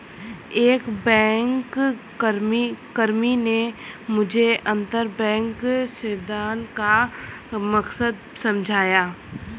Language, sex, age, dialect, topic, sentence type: Hindi, male, 36-40, Kanauji Braj Bhasha, banking, statement